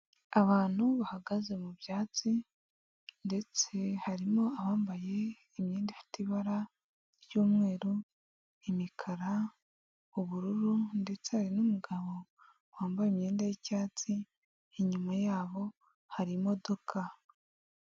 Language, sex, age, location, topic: Kinyarwanda, male, 50+, Huye, health